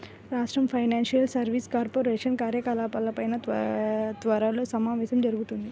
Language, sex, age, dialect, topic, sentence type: Telugu, female, 25-30, Central/Coastal, banking, statement